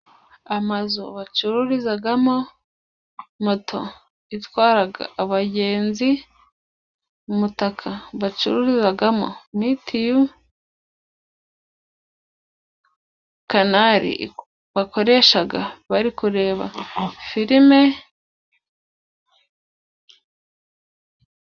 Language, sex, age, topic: Kinyarwanda, female, 25-35, finance